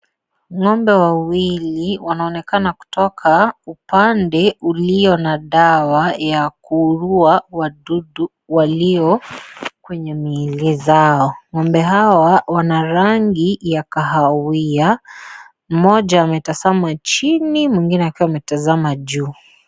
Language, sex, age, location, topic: Swahili, female, 18-24, Kisii, agriculture